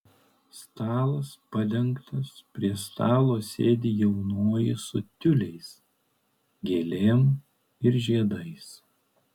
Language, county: Lithuanian, Kaunas